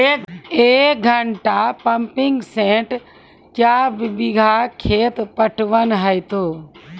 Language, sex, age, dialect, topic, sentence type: Maithili, female, 18-24, Angika, agriculture, question